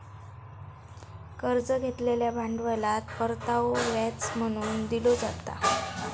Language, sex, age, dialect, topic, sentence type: Marathi, female, 18-24, Southern Konkan, banking, statement